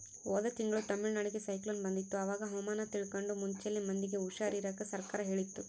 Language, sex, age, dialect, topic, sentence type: Kannada, female, 18-24, Central, agriculture, statement